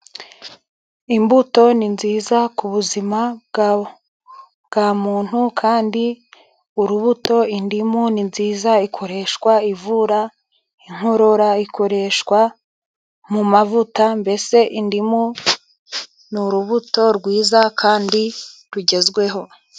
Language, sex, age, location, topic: Kinyarwanda, female, 25-35, Musanze, agriculture